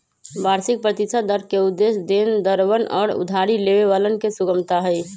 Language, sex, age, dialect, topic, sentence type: Magahi, male, 25-30, Western, banking, statement